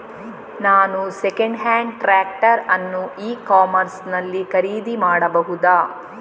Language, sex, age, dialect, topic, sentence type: Kannada, female, 36-40, Coastal/Dakshin, agriculture, question